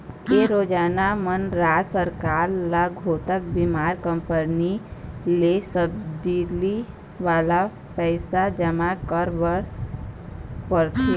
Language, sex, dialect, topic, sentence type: Chhattisgarhi, female, Eastern, agriculture, statement